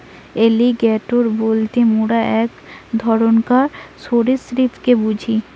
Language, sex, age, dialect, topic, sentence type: Bengali, female, 18-24, Western, agriculture, statement